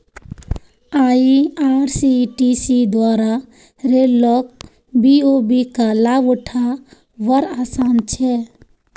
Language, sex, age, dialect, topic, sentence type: Magahi, female, 18-24, Northeastern/Surjapuri, banking, statement